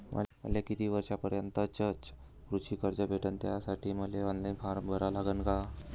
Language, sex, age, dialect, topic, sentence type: Marathi, male, 18-24, Varhadi, banking, question